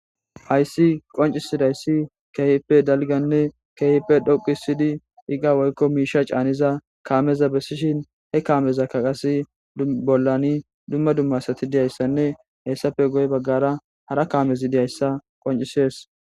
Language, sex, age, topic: Gamo, male, 18-24, government